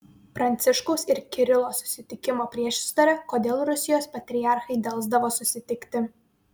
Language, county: Lithuanian, Vilnius